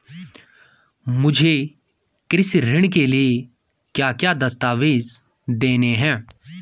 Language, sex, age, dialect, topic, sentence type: Hindi, male, 18-24, Garhwali, banking, question